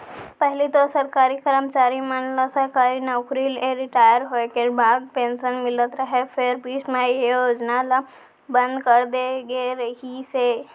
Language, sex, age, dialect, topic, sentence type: Chhattisgarhi, female, 18-24, Central, banking, statement